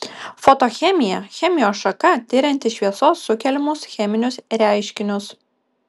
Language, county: Lithuanian, Kaunas